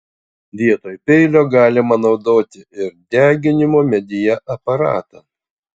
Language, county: Lithuanian, Utena